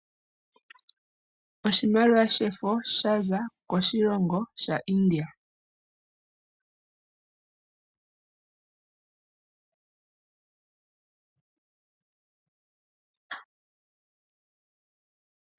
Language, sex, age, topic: Oshiwambo, female, 18-24, finance